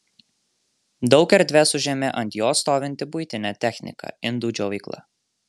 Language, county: Lithuanian, Marijampolė